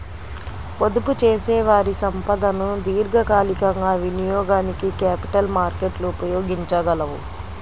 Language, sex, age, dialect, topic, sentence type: Telugu, female, 25-30, Central/Coastal, banking, statement